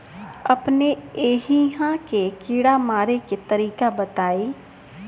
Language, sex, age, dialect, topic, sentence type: Bhojpuri, female, 60-100, Northern, agriculture, question